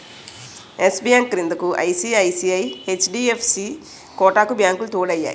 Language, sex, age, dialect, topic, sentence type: Telugu, female, 41-45, Utterandhra, banking, statement